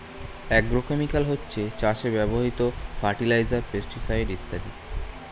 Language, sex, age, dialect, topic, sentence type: Bengali, male, 18-24, Standard Colloquial, agriculture, statement